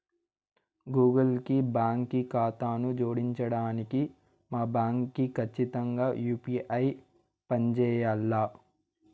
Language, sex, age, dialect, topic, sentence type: Telugu, male, 25-30, Southern, banking, statement